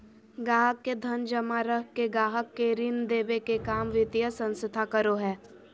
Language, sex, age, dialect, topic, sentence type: Magahi, female, 25-30, Southern, banking, statement